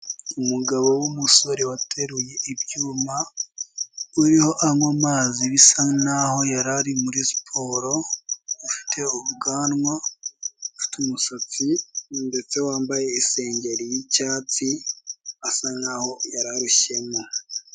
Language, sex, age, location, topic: Kinyarwanda, male, 18-24, Kigali, health